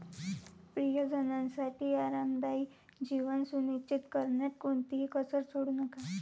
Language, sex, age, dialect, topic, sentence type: Marathi, female, 18-24, Varhadi, banking, statement